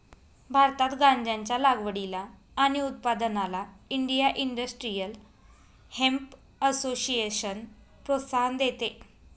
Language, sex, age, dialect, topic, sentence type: Marathi, female, 25-30, Northern Konkan, agriculture, statement